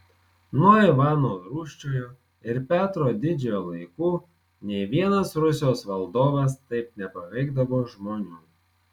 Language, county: Lithuanian, Marijampolė